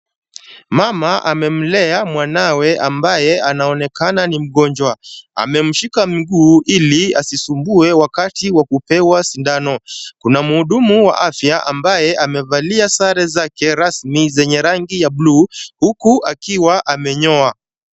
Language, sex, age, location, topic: Swahili, male, 25-35, Kisumu, health